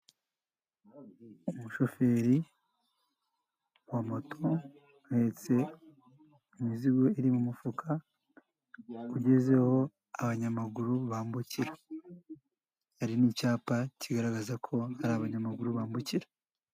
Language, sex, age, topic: Kinyarwanda, male, 18-24, finance